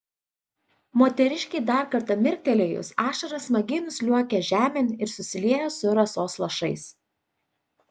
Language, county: Lithuanian, Vilnius